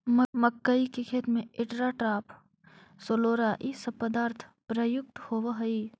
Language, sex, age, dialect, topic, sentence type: Magahi, female, 18-24, Central/Standard, agriculture, statement